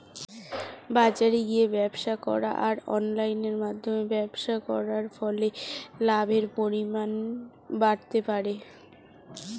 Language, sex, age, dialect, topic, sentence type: Bengali, female, 18-24, Standard Colloquial, agriculture, question